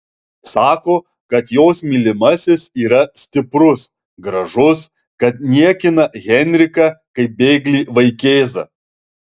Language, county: Lithuanian, Alytus